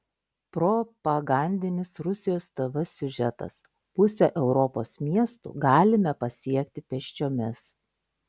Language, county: Lithuanian, Klaipėda